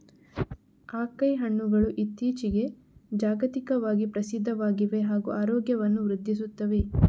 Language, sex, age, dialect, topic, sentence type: Kannada, female, 18-24, Coastal/Dakshin, agriculture, statement